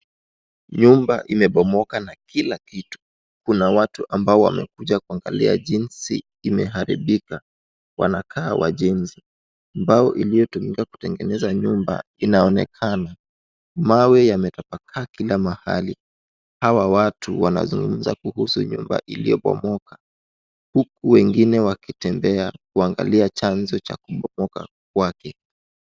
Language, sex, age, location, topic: Swahili, male, 18-24, Wajir, health